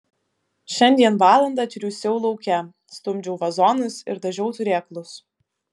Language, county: Lithuanian, Vilnius